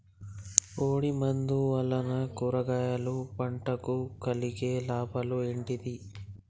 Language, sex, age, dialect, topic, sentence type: Telugu, male, 60-100, Telangana, agriculture, question